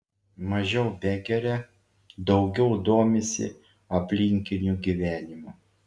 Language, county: Lithuanian, Šiauliai